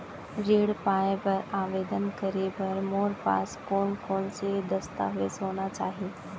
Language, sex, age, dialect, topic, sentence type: Chhattisgarhi, female, 25-30, Central, banking, question